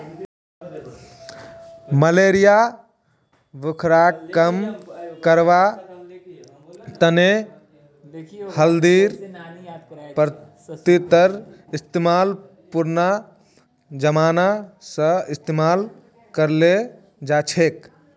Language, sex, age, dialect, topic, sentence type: Magahi, male, 18-24, Northeastern/Surjapuri, agriculture, statement